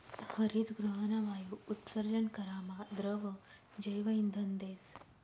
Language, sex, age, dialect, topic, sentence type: Marathi, female, 36-40, Northern Konkan, agriculture, statement